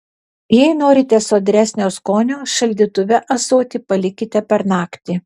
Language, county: Lithuanian, Vilnius